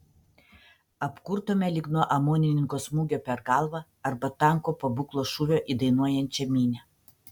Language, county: Lithuanian, Panevėžys